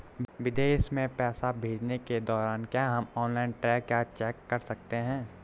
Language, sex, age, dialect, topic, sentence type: Hindi, male, 18-24, Garhwali, banking, question